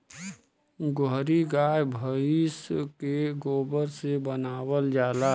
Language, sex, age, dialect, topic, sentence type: Bhojpuri, male, 31-35, Western, agriculture, statement